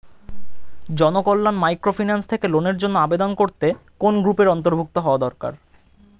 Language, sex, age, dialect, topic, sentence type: Bengali, male, 18-24, Standard Colloquial, banking, question